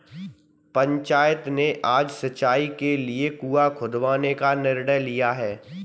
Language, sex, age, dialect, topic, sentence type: Hindi, male, 25-30, Kanauji Braj Bhasha, agriculture, statement